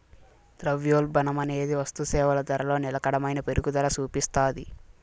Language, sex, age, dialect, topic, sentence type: Telugu, male, 18-24, Southern, banking, statement